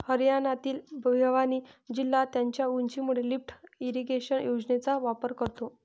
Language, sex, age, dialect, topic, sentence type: Marathi, female, 25-30, Varhadi, agriculture, statement